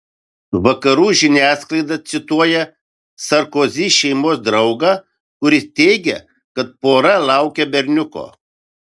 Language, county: Lithuanian, Vilnius